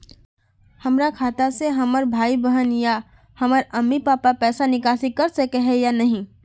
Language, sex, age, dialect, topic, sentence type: Magahi, female, 41-45, Northeastern/Surjapuri, banking, question